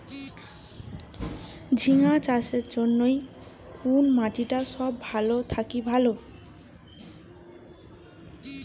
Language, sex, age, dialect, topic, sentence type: Bengali, female, 18-24, Rajbangshi, agriculture, question